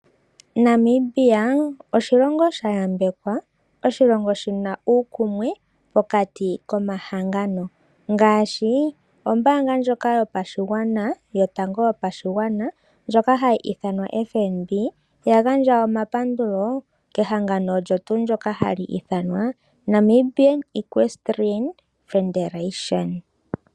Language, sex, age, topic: Oshiwambo, female, 36-49, finance